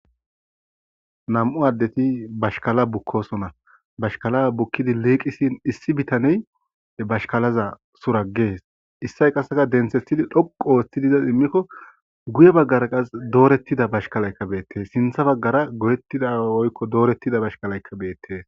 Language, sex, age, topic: Gamo, male, 25-35, agriculture